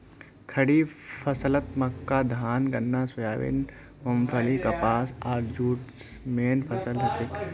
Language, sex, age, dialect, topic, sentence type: Magahi, male, 46-50, Northeastern/Surjapuri, agriculture, statement